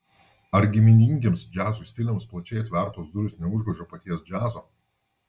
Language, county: Lithuanian, Vilnius